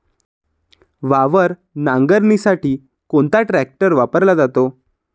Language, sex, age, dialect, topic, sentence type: Marathi, male, 25-30, Standard Marathi, agriculture, question